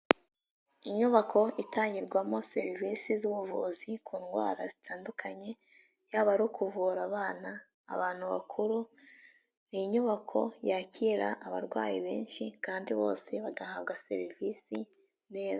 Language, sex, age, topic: Kinyarwanda, female, 18-24, health